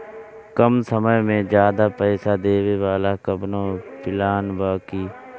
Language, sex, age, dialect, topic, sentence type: Bhojpuri, male, 18-24, Northern, banking, question